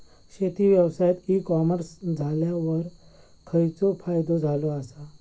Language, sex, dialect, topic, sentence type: Marathi, male, Southern Konkan, agriculture, question